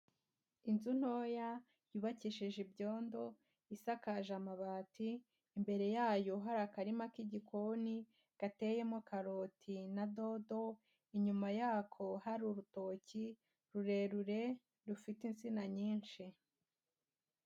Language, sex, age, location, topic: Kinyarwanda, female, 18-24, Huye, agriculture